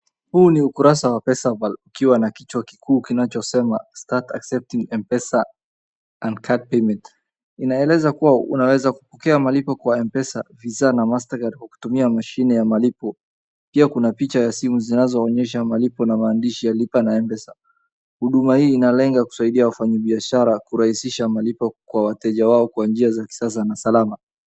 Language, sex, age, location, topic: Swahili, male, 25-35, Wajir, finance